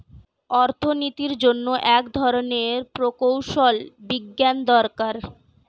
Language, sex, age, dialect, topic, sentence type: Bengali, female, 18-24, Standard Colloquial, banking, statement